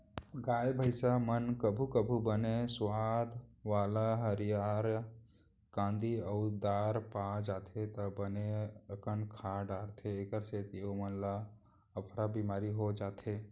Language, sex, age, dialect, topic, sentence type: Chhattisgarhi, male, 25-30, Central, agriculture, statement